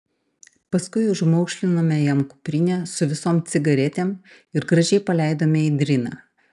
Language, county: Lithuanian, Panevėžys